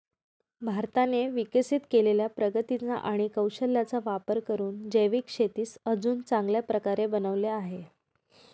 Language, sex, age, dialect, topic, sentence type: Marathi, female, 31-35, Northern Konkan, agriculture, statement